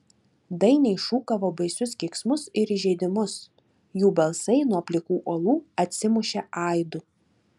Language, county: Lithuanian, Klaipėda